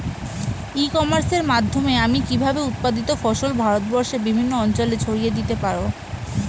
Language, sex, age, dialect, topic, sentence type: Bengali, female, 18-24, Standard Colloquial, agriculture, question